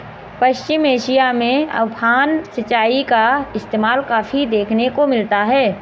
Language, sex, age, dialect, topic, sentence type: Hindi, female, 25-30, Marwari Dhudhari, agriculture, statement